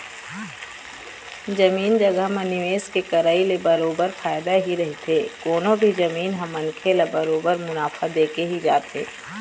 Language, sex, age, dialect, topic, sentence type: Chhattisgarhi, female, 25-30, Eastern, banking, statement